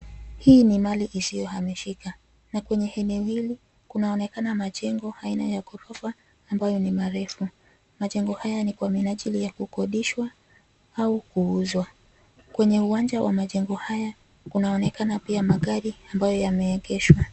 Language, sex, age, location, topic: Swahili, female, 25-35, Nairobi, finance